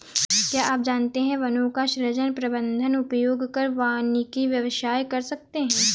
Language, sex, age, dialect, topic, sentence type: Hindi, female, 18-24, Awadhi Bundeli, agriculture, statement